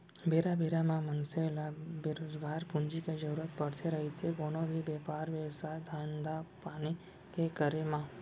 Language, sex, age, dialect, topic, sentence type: Chhattisgarhi, female, 25-30, Central, banking, statement